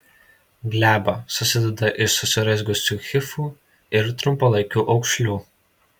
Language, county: Lithuanian, Alytus